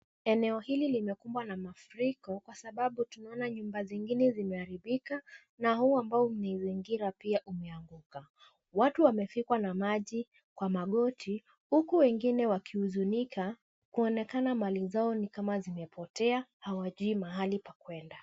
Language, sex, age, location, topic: Swahili, female, 25-35, Nairobi, health